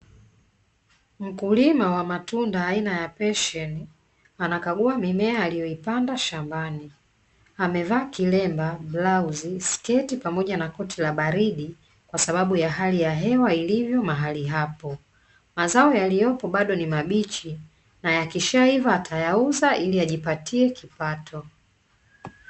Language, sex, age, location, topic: Swahili, female, 25-35, Dar es Salaam, agriculture